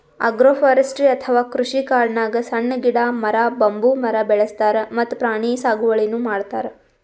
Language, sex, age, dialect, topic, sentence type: Kannada, female, 18-24, Northeastern, agriculture, statement